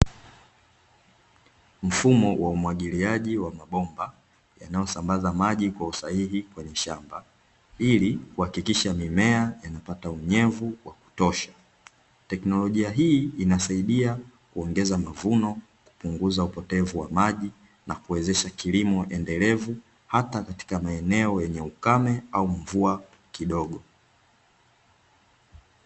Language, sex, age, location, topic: Swahili, male, 18-24, Dar es Salaam, agriculture